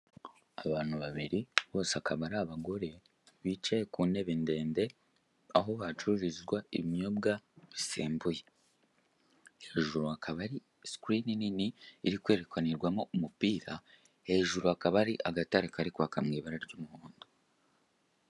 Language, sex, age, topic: Kinyarwanda, male, 18-24, finance